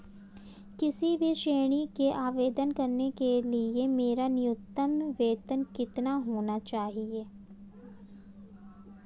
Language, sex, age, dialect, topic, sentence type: Hindi, female, 25-30, Marwari Dhudhari, banking, question